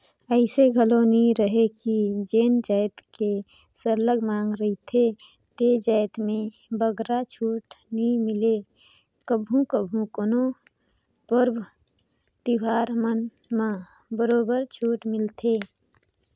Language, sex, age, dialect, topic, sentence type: Chhattisgarhi, female, 25-30, Northern/Bhandar, banking, statement